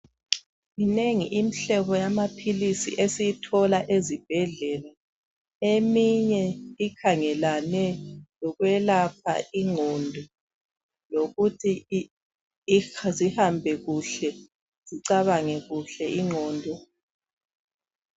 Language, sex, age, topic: North Ndebele, female, 36-49, health